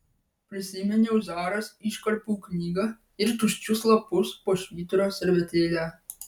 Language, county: Lithuanian, Vilnius